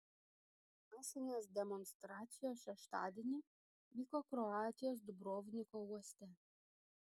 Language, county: Lithuanian, Šiauliai